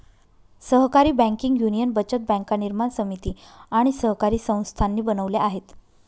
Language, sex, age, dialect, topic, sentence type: Marathi, female, 31-35, Northern Konkan, banking, statement